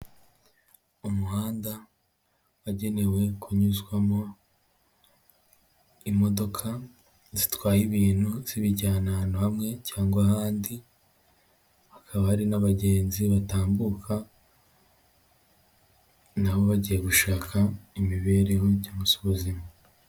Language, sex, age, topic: Kinyarwanda, male, 18-24, government